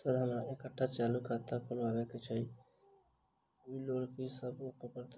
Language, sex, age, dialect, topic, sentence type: Maithili, male, 18-24, Southern/Standard, banking, question